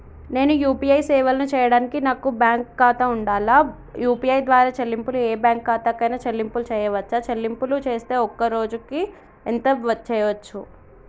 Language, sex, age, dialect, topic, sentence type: Telugu, male, 36-40, Telangana, banking, question